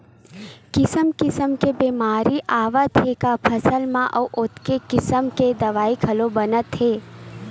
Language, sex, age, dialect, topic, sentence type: Chhattisgarhi, female, 18-24, Western/Budati/Khatahi, agriculture, statement